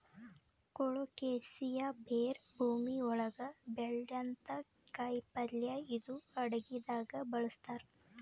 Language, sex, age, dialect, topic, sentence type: Kannada, female, 18-24, Northeastern, agriculture, statement